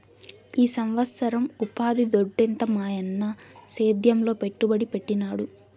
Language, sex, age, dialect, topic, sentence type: Telugu, female, 18-24, Southern, banking, statement